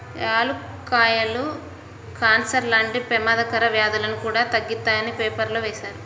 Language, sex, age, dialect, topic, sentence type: Telugu, female, 25-30, Central/Coastal, agriculture, statement